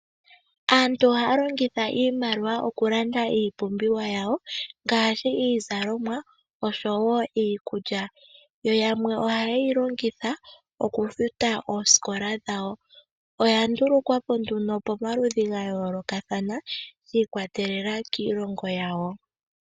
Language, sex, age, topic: Oshiwambo, female, 25-35, finance